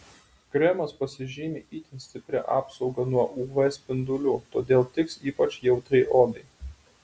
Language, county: Lithuanian, Utena